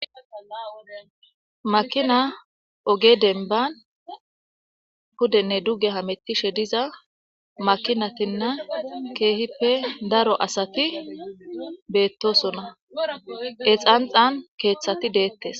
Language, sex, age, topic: Gamo, female, 18-24, government